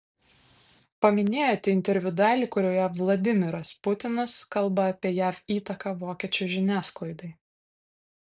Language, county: Lithuanian, Kaunas